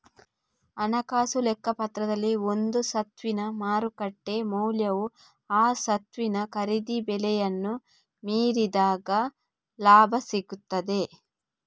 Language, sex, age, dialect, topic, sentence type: Kannada, female, 41-45, Coastal/Dakshin, banking, statement